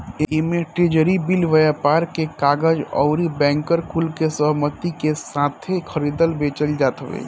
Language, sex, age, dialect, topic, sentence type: Bhojpuri, male, 18-24, Northern, banking, statement